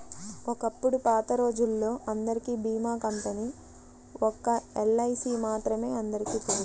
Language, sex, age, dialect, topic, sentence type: Telugu, female, 25-30, Central/Coastal, banking, statement